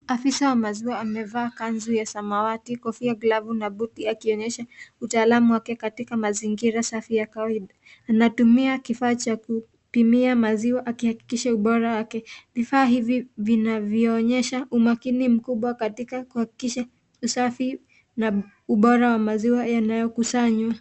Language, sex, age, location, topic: Swahili, female, 18-24, Kisii, agriculture